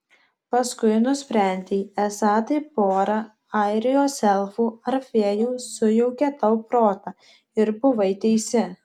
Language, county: Lithuanian, Alytus